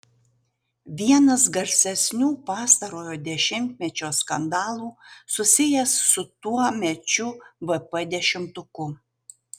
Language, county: Lithuanian, Utena